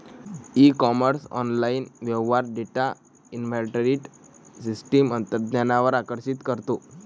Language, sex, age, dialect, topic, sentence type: Marathi, male, 18-24, Varhadi, banking, statement